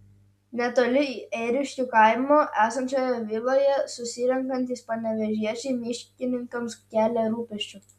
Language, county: Lithuanian, Utena